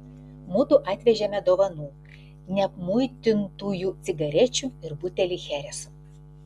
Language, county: Lithuanian, Klaipėda